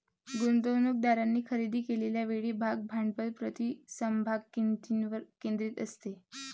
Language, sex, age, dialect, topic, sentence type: Marathi, female, 18-24, Varhadi, banking, statement